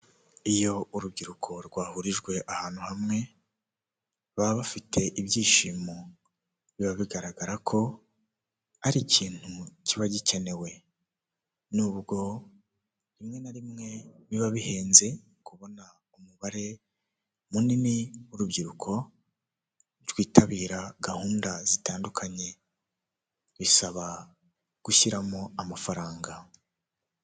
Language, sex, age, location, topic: Kinyarwanda, male, 18-24, Huye, government